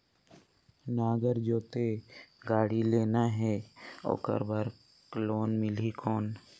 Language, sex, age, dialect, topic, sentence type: Chhattisgarhi, male, 46-50, Northern/Bhandar, agriculture, question